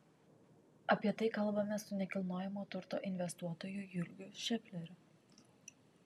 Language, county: Lithuanian, Vilnius